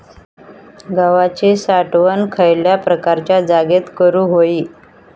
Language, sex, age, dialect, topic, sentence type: Marathi, female, 18-24, Southern Konkan, agriculture, question